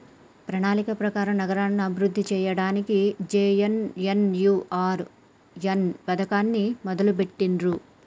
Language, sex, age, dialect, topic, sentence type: Telugu, male, 31-35, Telangana, banking, statement